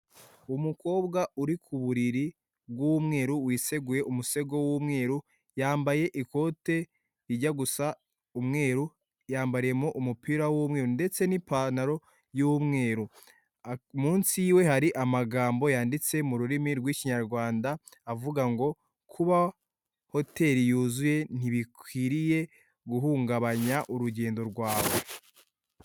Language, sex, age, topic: Kinyarwanda, male, 18-24, finance